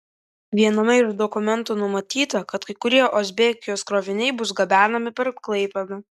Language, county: Lithuanian, Vilnius